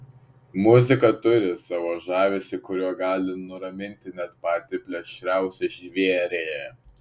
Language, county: Lithuanian, Šiauliai